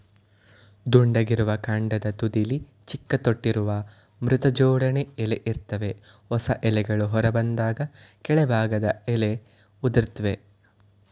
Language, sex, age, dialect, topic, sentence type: Kannada, male, 18-24, Mysore Kannada, agriculture, statement